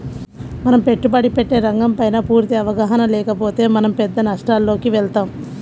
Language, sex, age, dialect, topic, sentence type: Telugu, female, 18-24, Central/Coastal, banking, statement